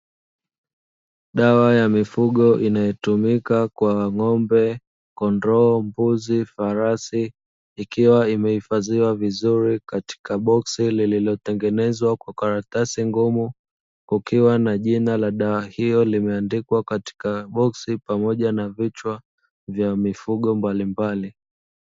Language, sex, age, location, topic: Swahili, male, 25-35, Dar es Salaam, agriculture